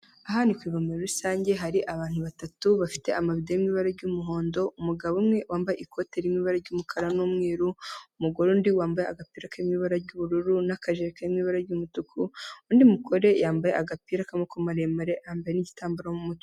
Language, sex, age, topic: Kinyarwanda, female, 18-24, health